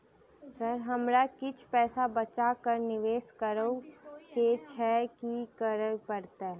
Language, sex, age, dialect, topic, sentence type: Maithili, female, 18-24, Southern/Standard, banking, question